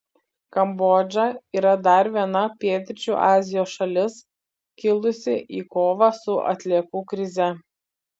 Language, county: Lithuanian, Vilnius